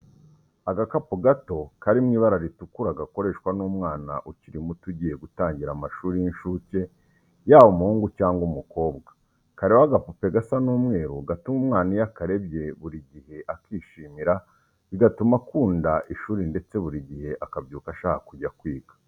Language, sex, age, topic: Kinyarwanda, male, 36-49, education